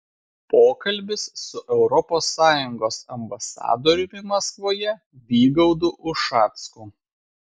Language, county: Lithuanian, Vilnius